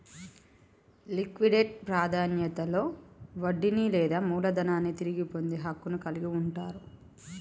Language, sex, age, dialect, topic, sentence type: Telugu, female, 31-35, Telangana, banking, statement